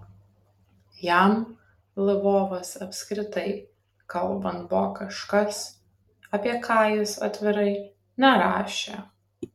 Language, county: Lithuanian, Kaunas